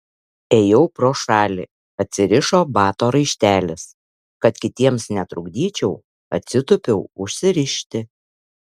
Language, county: Lithuanian, Šiauliai